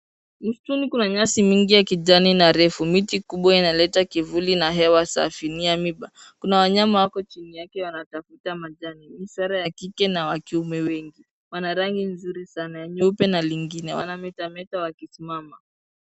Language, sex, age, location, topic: Swahili, female, 18-24, Nairobi, government